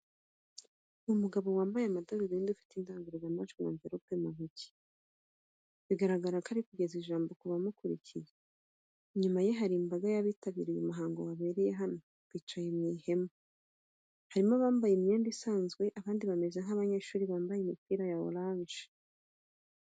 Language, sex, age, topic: Kinyarwanda, female, 25-35, education